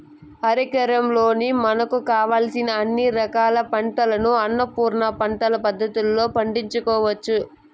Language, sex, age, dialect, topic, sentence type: Telugu, female, 18-24, Southern, agriculture, statement